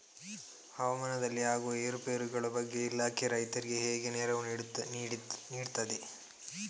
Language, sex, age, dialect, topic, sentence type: Kannada, male, 25-30, Coastal/Dakshin, agriculture, question